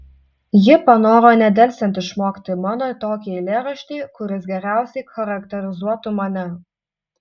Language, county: Lithuanian, Utena